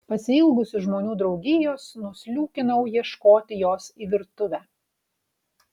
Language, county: Lithuanian, Utena